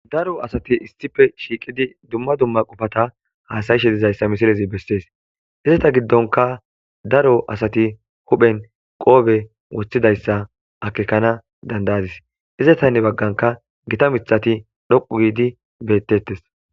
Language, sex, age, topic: Gamo, male, 25-35, agriculture